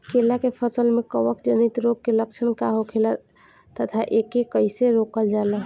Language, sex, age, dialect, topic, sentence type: Bhojpuri, female, 18-24, Northern, agriculture, question